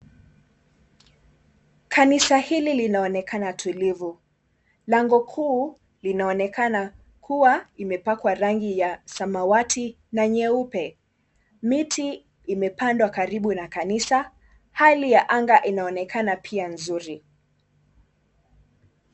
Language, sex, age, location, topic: Swahili, female, 18-24, Mombasa, government